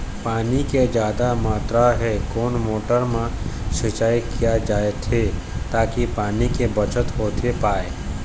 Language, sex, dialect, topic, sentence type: Chhattisgarhi, male, Eastern, agriculture, question